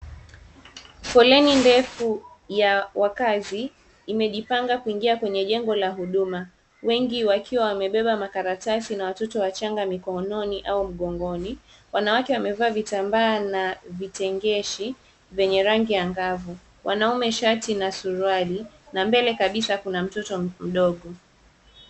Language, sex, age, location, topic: Swahili, female, 25-35, Mombasa, government